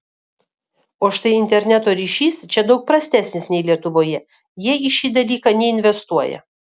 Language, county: Lithuanian, Kaunas